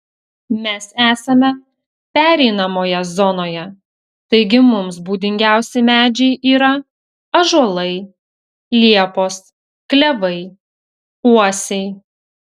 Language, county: Lithuanian, Telšiai